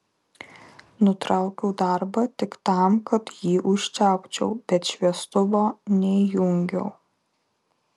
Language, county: Lithuanian, Kaunas